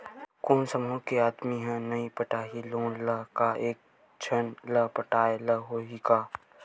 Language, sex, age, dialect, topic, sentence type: Chhattisgarhi, male, 18-24, Western/Budati/Khatahi, banking, question